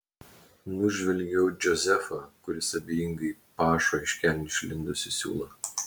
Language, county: Lithuanian, Klaipėda